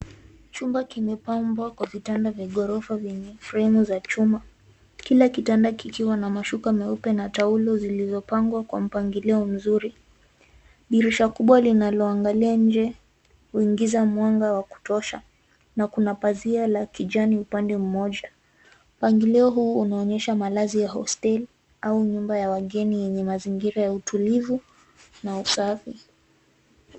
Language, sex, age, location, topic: Swahili, female, 18-24, Nairobi, education